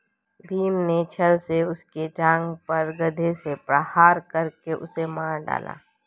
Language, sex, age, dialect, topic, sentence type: Hindi, female, 25-30, Marwari Dhudhari, agriculture, statement